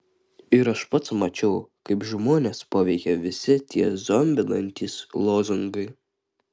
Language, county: Lithuanian, Kaunas